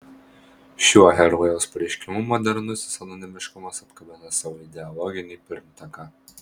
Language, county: Lithuanian, Marijampolė